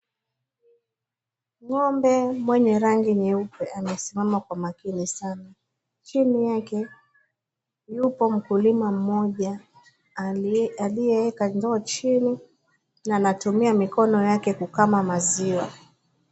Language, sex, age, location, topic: Swahili, female, 25-35, Mombasa, agriculture